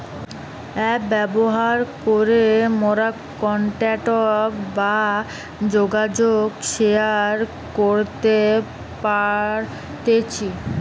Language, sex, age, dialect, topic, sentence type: Bengali, female, 18-24, Western, banking, statement